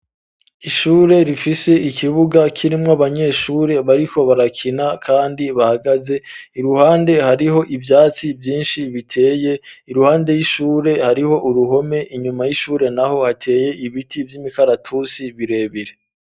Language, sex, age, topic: Rundi, male, 25-35, education